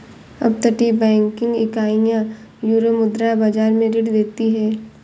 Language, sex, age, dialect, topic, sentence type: Hindi, female, 25-30, Awadhi Bundeli, banking, statement